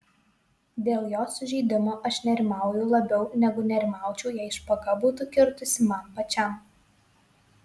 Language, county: Lithuanian, Vilnius